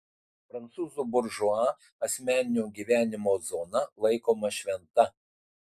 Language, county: Lithuanian, Utena